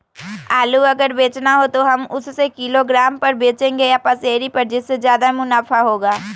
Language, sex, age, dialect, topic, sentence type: Magahi, female, 18-24, Western, agriculture, question